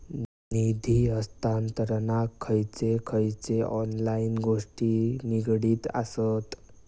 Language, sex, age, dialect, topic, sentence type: Marathi, male, 18-24, Southern Konkan, banking, question